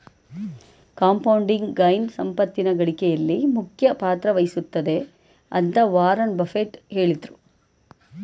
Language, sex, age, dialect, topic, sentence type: Kannada, female, 18-24, Mysore Kannada, banking, statement